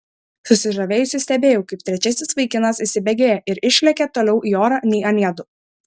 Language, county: Lithuanian, Šiauliai